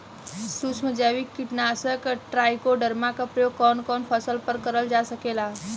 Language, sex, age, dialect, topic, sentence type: Bhojpuri, female, 18-24, Western, agriculture, question